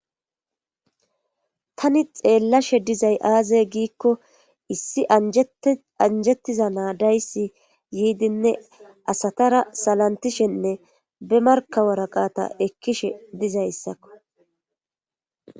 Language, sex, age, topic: Gamo, female, 25-35, government